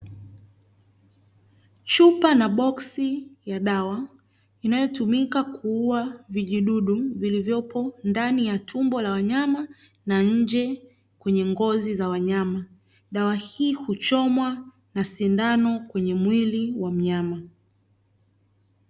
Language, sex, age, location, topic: Swahili, female, 25-35, Dar es Salaam, agriculture